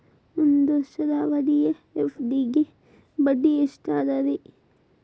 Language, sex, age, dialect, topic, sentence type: Kannada, female, 18-24, Dharwad Kannada, banking, question